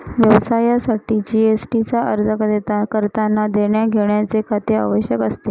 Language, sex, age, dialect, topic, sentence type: Marathi, female, 31-35, Northern Konkan, banking, statement